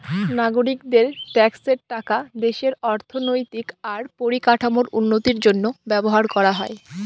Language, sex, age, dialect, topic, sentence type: Bengali, female, 18-24, Northern/Varendri, banking, statement